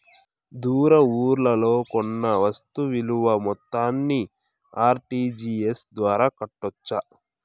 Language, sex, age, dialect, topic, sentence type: Telugu, male, 18-24, Southern, banking, question